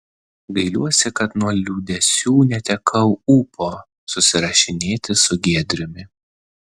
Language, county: Lithuanian, Vilnius